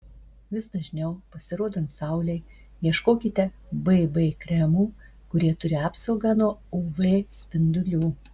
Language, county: Lithuanian, Marijampolė